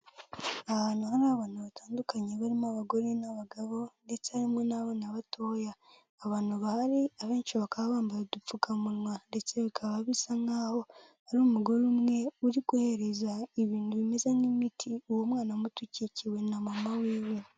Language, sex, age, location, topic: Kinyarwanda, female, 18-24, Kigali, health